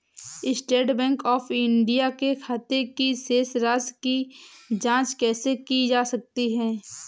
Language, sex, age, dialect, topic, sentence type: Hindi, female, 18-24, Awadhi Bundeli, banking, question